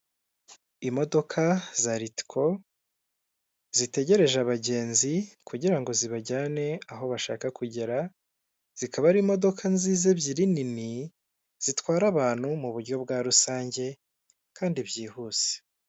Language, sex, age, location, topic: Kinyarwanda, male, 18-24, Kigali, government